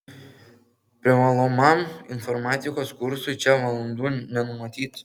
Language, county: Lithuanian, Kaunas